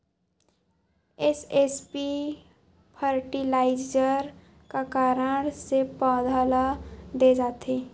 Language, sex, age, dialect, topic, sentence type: Chhattisgarhi, female, 18-24, Western/Budati/Khatahi, agriculture, question